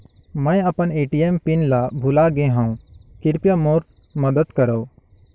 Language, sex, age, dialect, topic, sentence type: Chhattisgarhi, male, 18-24, Northern/Bhandar, banking, statement